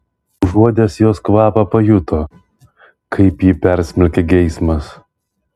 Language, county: Lithuanian, Vilnius